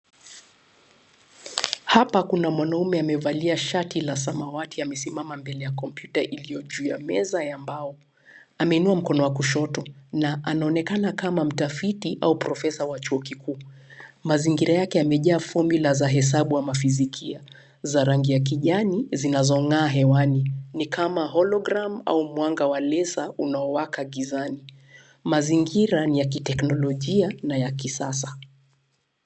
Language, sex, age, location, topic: Swahili, female, 36-49, Nairobi, education